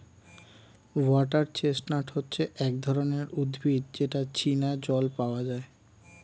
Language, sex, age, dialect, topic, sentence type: Bengali, male, 25-30, Standard Colloquial, agriculture, statement